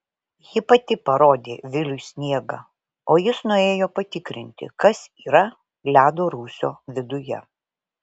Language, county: Lithuanian, Vilnius